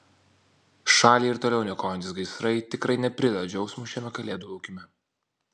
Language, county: Lithuanian, Vilnius